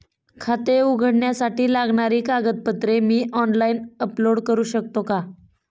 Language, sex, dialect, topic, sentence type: Marathi, female, Standard Marathi, banking, question